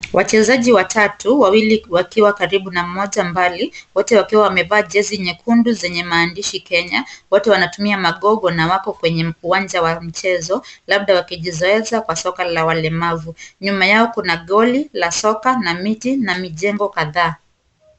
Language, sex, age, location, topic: Swahili, female, 25-35, Kisumu, education